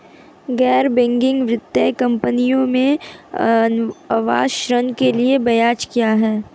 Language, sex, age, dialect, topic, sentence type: Hindi, female, 18-24, Marwari Dhudhari, banking, question